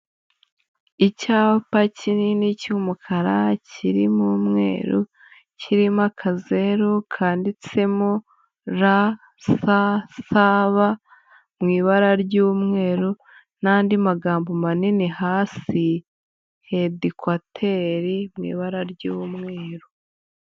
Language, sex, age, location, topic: Kinyarwanda, female, 18-24, Huye, finance